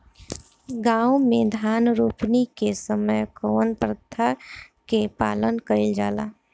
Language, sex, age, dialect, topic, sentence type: Bhojpuri, female, 25-30, Northern, agriculture, question